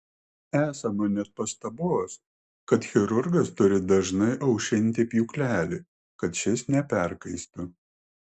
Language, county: Lithuanian, Klaipėda